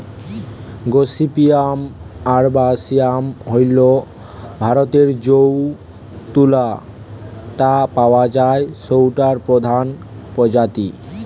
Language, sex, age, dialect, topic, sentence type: Bengali, male, 18-24, Western, agriculture, statement